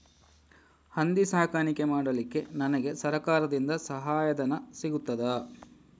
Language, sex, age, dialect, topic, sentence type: Kannada, male, 56-60, Coastal/Dakshin, agriculture, question